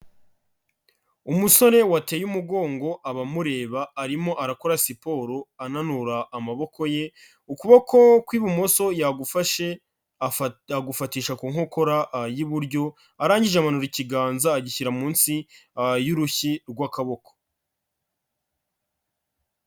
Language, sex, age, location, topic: Kinyarwanda, male, 25-35, Kigali, health